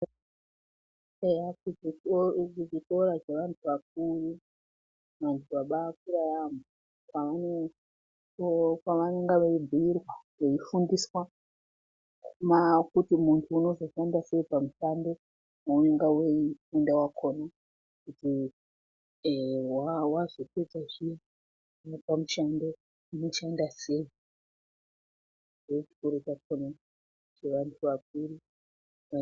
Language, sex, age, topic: Ndau, female, 36-49, education